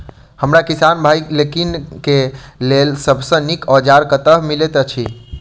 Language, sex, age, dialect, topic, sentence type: Maithili, male, 18-24, Southern/Standard, agriculture, question